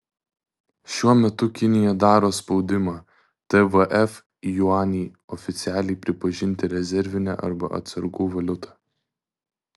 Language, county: Lithuanian, Vilnius